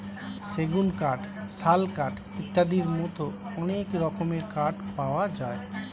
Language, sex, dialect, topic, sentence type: Bengali, male, Standard Colloquial, agriculture, statement